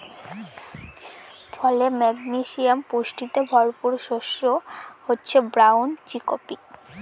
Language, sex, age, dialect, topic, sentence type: Bengali, female, 18-24, Northern/Varendri, agriculture, statement